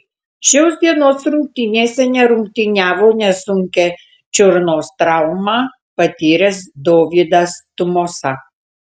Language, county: Lithuanian, Tauragė